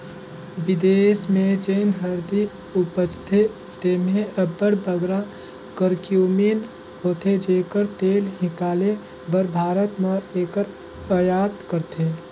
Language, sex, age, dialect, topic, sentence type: Chhattisgarhi, male, 18-24, Northern/Bhandar, agriculture, statement